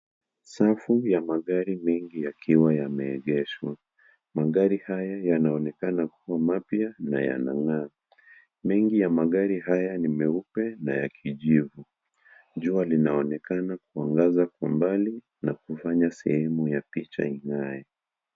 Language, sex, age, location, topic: Swahili, male, 25-35, Kisii, finance